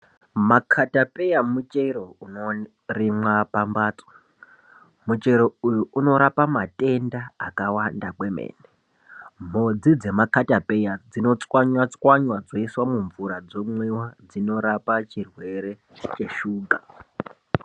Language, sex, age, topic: Ndau, male, 18-24, health